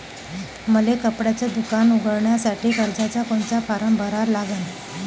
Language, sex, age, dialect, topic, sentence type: Marathi, male, 18-24, Varhadi, banking, question